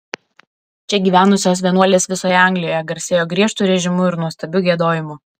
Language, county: Lithuanian, Alytus